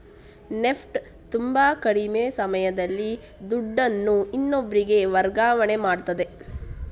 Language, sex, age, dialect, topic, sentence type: Kannada, female, 60-100, Coastal/Dakshin, banking, statement